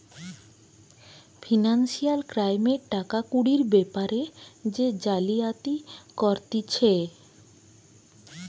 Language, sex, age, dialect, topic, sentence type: Bengali, female, 25-30, Western, banking, statement